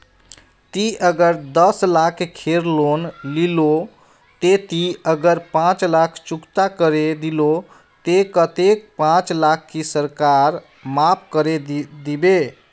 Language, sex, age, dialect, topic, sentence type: Magahi, male, 31-35, Northeastern/Surjapuri, banking, question